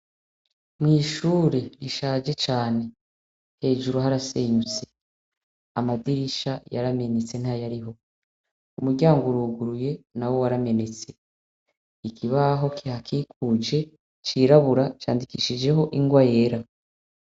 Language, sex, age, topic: Rundi, female, 36-49, education